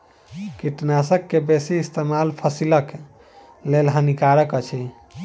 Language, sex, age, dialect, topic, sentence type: Maithili, male, 25-30, Southern/Standard, agriculture, statement